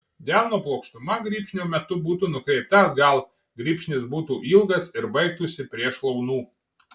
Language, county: Lithuanian, Marijampolė